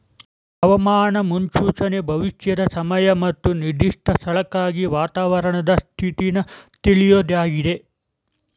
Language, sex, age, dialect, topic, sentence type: Kannada, male, 18-24, Mysore Kannada, agriculture, statement